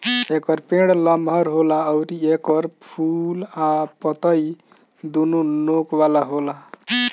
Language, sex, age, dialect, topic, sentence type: Bhojpuri, male, 25-30, Northern, agriculture, statement